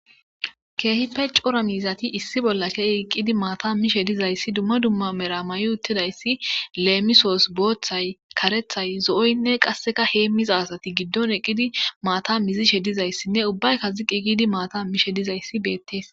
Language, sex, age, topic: Gamo, female, 25-35, agriculture